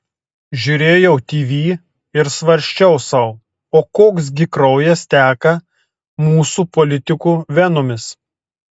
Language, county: Lithuanian, Telšiai